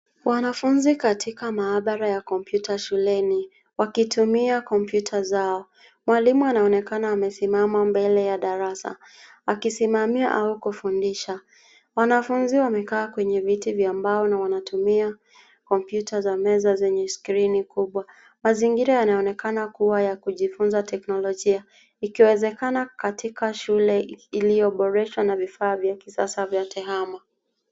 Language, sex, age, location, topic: Swahili, female, 25-35, Nairobi, education